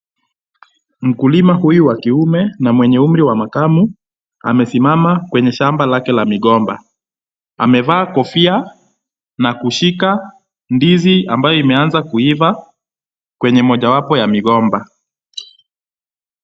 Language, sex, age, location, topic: Swahili, male, 25-35, Kisumu, agriculture